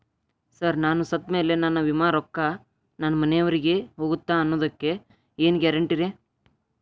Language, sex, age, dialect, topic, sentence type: Kannada, male, 18-24, Dharwad Kannada, banking, question